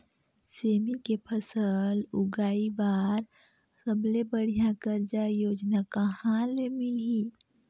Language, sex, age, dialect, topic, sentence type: Chhattisgarhi, female, 18-24, Northern/Bhandar, agriculture, question